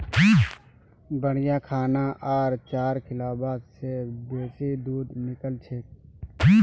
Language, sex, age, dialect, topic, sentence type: Magahi, male, 18-24, Northeastern/Surjapuri, agriculture, statement